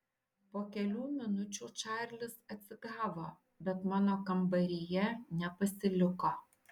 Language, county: Lithuanian, Šiauliai